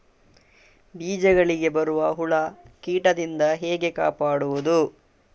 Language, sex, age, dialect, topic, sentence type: Kannada, male, 18-24, Coastal/Dakshin, agriculture, question